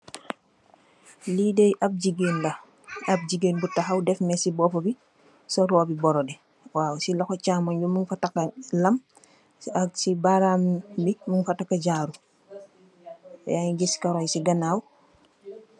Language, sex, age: Wolof, female, 25-35